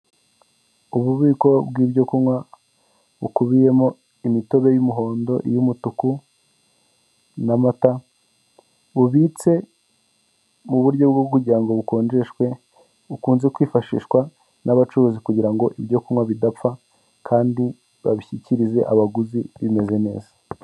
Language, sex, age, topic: Kinyarwanda, male, 18-24, finance